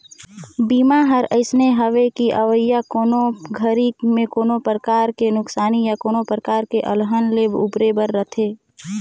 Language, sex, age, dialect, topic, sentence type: Chhattisgarhi, female, 18-24, Northern/Bhandar, banking, statement